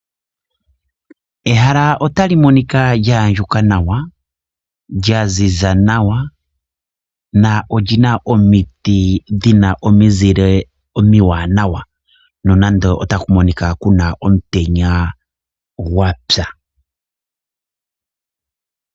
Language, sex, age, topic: Oshiwambo, male, 25-35, agriculture